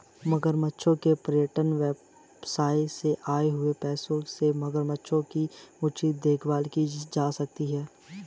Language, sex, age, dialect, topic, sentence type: Hindi, male, 18-24, Hindustani Malvi Khadi Boli, agriculture, statement